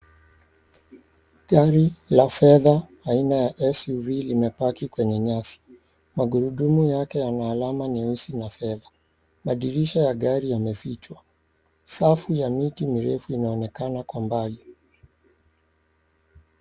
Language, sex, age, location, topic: Swahili, male, 36-49, Mombasa, finance